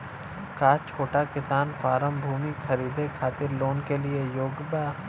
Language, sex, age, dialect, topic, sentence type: Bhojpuri, male, 31-35, Western, agriculture, statement